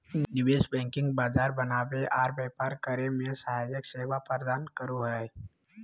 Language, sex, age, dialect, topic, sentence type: Magahi, male, 18-24, Southern, banking, statement